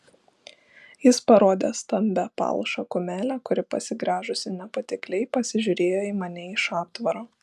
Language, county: Lithuanian, Šiauliai